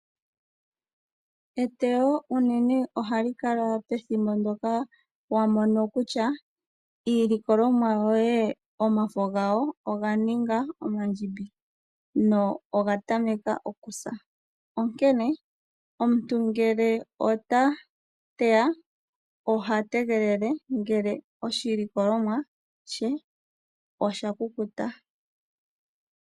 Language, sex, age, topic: Oshiwambo, female, 25-35, agriculture